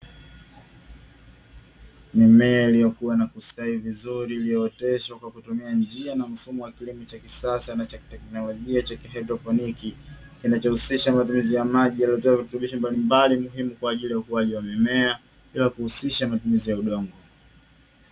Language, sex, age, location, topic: Swahili, male, 25-35, Dar es Salaam, agriculture